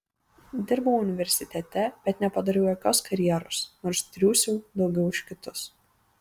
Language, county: Lithuanian, Panevėžys